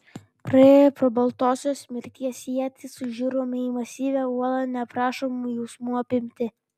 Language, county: Lithuanian, Vilnius